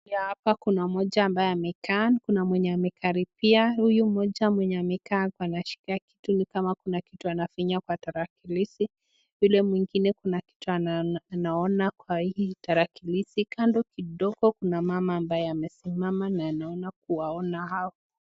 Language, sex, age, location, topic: Swahili, female, 18-24, Nakuru, government